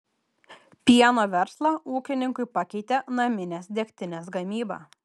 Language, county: Lithuanian, Kaunas